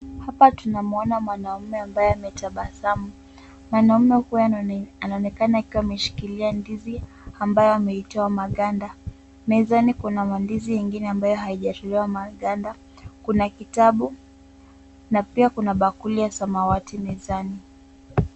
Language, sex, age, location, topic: Swahili, female, 18-24, Kisumu, agriculture